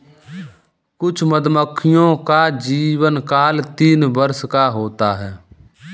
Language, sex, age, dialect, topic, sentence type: Hindi, male, 18-24, Kanauji Braj Bhasha, agriculture, statement